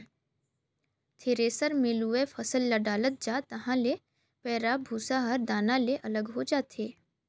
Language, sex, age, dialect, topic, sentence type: Chhattisgarhi, female, 18-24, Northern/Bhandar, agriculture, statement